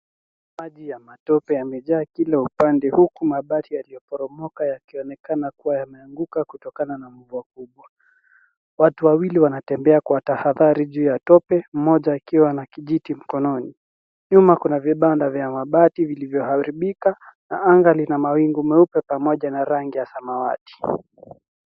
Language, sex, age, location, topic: Swahili, male, 18-24, Nairobi, government